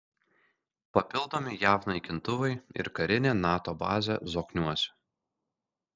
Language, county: Lithuanian, Kaunas